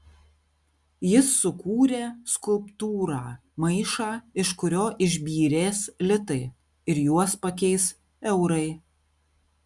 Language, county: Lithuanian, Kaunas